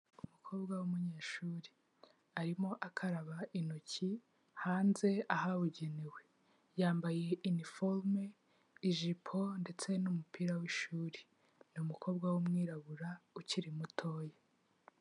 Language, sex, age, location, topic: Kinyarwanda, female, 18-24, Kigali, health